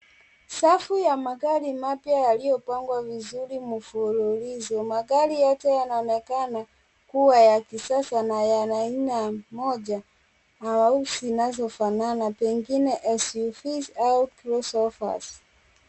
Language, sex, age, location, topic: Swahili, female, 18-24, Kisii, finance